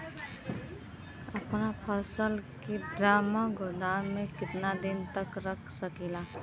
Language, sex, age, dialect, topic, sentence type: Bhojpuri, female, 25-30, Western, agriculture, question